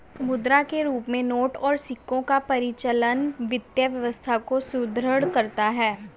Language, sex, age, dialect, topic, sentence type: Hindi, male, 18-24, Hindustani Malvi Khadi Boli, banking, statement